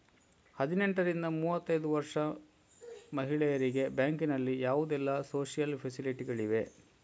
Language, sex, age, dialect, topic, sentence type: Kannada, male, 56-60, Coastal/Dakshin, banking, question